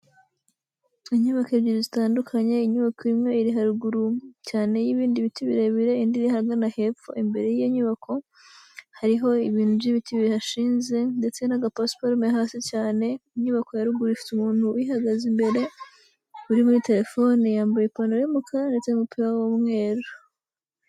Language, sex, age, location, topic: Kinyarwanda, female, 18-24, Kigali, education